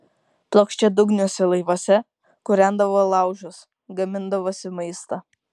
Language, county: Lithuanian, Kaunas